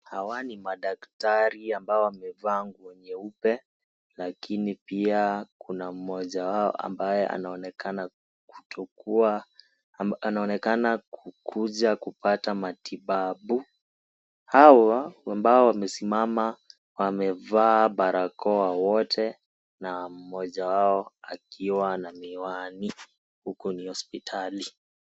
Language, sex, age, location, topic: Swahili, male, 18-24, Kisii, health